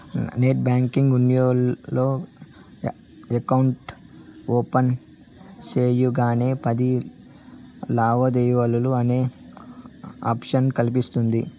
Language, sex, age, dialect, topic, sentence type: Telugu, male, 18-24, Southern, banking, statement